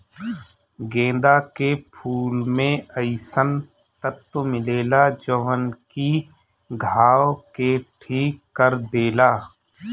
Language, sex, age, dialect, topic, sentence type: Bhojpuri, male, 25-30, Northern, agriculture, statement